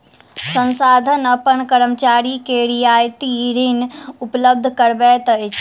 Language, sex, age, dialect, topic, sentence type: Maithili, female, 18-24, Southern/Standard, banking, statement